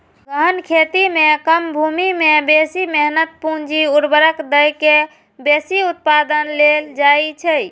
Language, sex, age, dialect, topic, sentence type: Maithili, female, 25-30, Eastern / Thethi, agriculture, statement